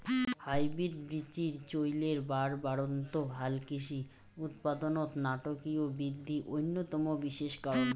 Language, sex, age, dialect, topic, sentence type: Bengali, female, 18-24, Rajbangshi, agriculture, statement